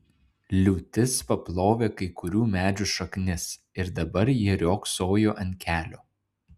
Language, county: Lithuanian, Šiauliai